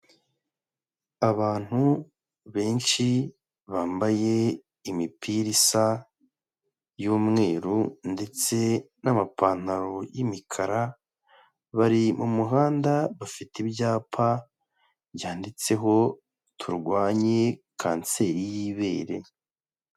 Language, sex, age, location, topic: Kinyarwanda, male, 25-35, Huye, health